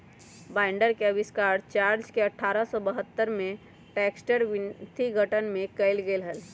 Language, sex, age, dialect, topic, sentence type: Magahi, female, 25-30, Western, agriculture, statement